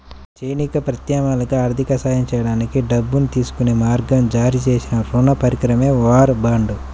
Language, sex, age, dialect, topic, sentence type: Telugu, male, 31-35, Central/Coastal, banking, statement